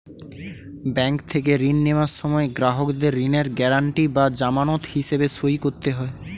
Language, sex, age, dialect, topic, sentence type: Bengali, male, 18-24, Standard Colloquial, banking, statement